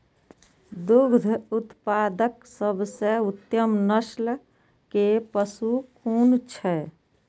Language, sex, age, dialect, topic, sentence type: Maithili, female, 18-24, Eastern / Thethi, agriculture, question